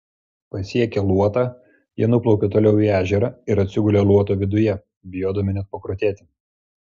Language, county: Lithuanian, Klaipėda